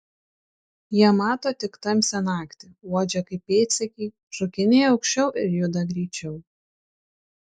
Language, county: Lithuanian, Šiauliai